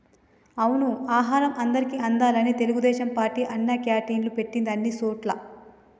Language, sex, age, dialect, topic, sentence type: Telugu, female, 25-30, Telangana, agriculture, statement